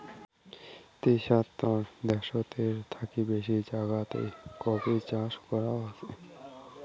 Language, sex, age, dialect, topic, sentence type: Bengali, male, 18-24, Rajbangshi, agriculture, statement